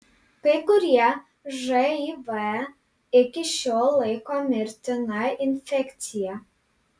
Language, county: Lithuanian, Panevėžys